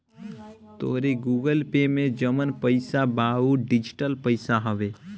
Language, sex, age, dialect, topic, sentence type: Bhojpuri, male, 18-24, Northern, banking, statement